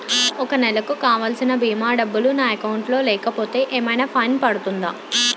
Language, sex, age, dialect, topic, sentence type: Telugu, female, 25-30, Utterandhra, banking, question